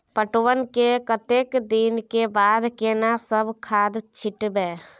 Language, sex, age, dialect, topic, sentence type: Maithili, female, 18-24, Bajjika, agriculture, question